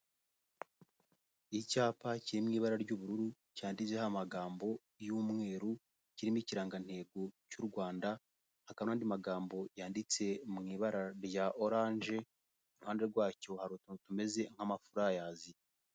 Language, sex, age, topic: Kinyarwanda, male, 18-24, government